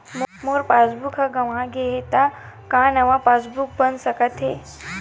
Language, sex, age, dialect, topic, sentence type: Chhattisgarhi, female, 25-30, Western/Budati/Khatahi, banking, question